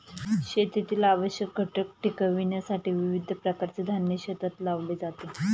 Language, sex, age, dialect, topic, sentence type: Marathi, female, 31-35, Standard Marathi, agriculture, statement